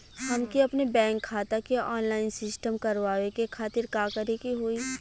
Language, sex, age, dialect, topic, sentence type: Bhojpuri, female, 25-30, Western, banking, question